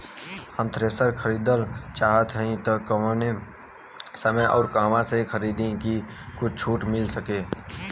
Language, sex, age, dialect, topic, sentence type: Bhojpuri, male, 18-24, Western, agriculture, question